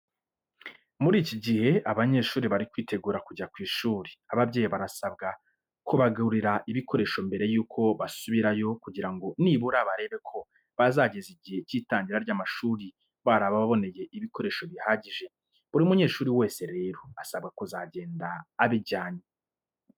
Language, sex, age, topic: Kinyarwanda, male, 25-35, education